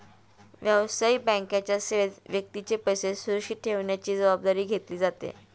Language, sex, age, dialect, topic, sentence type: Marathi, female, 31-35, Standard Marathi, banking, statement